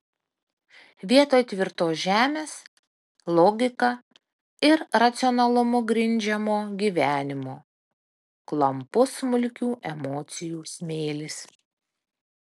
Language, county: Lithuanian, Panevėžys